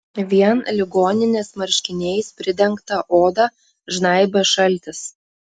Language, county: Lithuanian, Klaipėda